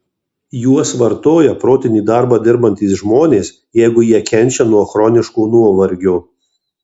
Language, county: Lithuanian, Marijampolė